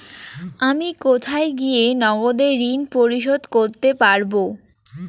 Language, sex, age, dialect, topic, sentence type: Bengali, female, 18-24, Rajbangshi, banking, question